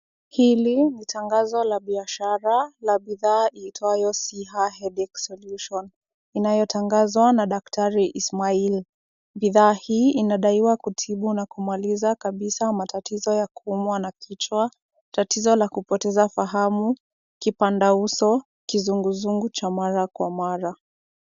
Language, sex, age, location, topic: Swahili, female, 18-24, Kisumu, health